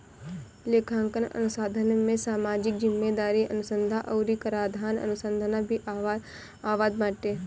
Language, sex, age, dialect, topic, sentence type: Bhojpuri, female, 18-24, Northern, banking, statement